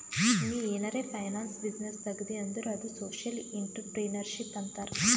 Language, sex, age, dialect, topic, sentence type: Kannada, female, 18-24, Northeastern, banking, statement